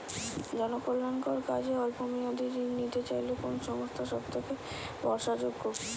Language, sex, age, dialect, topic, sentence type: Bengali, female, 25-30, Northern/Varendri, banking, question